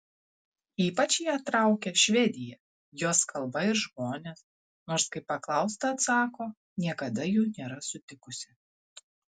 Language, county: Lithuanian, Klaipėda